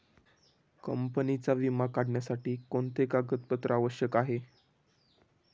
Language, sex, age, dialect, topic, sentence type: Marathi, male, 18-24, Standard Marathi, banking, question